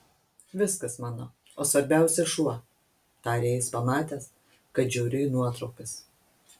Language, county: Lithuanian, Kaunas